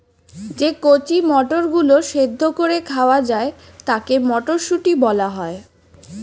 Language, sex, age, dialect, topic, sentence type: Bengali, female, 18-24, Standard Colloquial, agriculture, statement